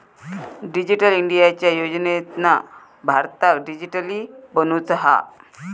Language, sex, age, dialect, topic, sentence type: Marathi, female, 41-45, Southern Konkan, banking, statement